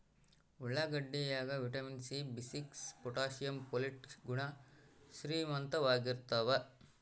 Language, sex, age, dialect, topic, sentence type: Kannada, male, 18-24, Central, agriculture, statement